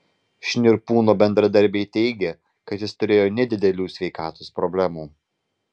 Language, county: Lithuanian, Vilnius